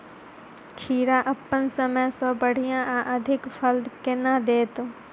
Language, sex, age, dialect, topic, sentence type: Maithili, female, 18-24, Southern/Standard, agriculture, question